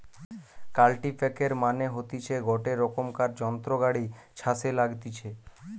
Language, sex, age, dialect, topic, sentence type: Bengali, male, 18-24, Western, agriculture, statement